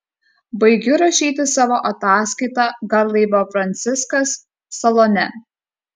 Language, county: Lithuanian, Kaunas